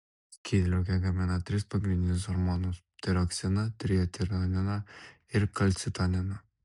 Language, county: Lithuanian, Alytus